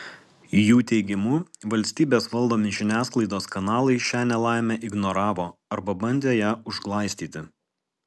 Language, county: Lithuanian, Alytus